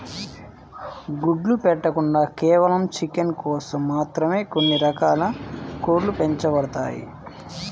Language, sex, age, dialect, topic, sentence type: Telugu, male, 18-24, Central/Coastal, agriculture, statement